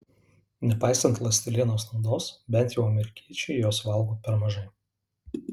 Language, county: Lithuanian, Alytus